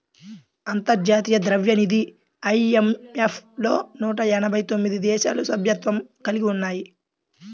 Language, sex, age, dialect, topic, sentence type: Telugu, male, 18-24, Central/Coastal, banking, statement